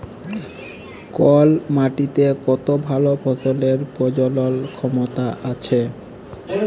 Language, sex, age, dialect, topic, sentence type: Bengali, male, 18-24, Jharkhandi, agriculture, statement